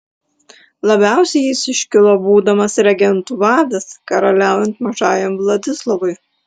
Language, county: Lithuanian, Klaipėda